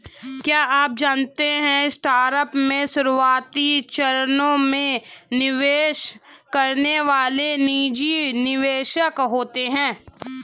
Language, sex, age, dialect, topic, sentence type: Hindi, female, 18-24, Hindustani Malvi Khadi Boli, banking, statement